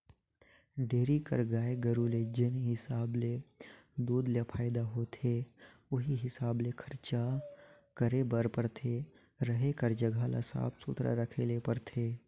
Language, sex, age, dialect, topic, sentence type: Chhattisgarhi, male, 56-60, Northern/Bhandar, agriculture, statement